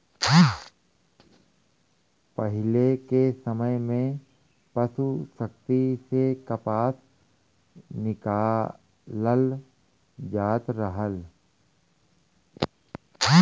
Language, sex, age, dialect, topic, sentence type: Bhojpuri, male, 41-45, Western, agriculture, statement